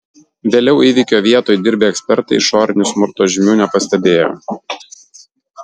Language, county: Lithuanian, Vilnius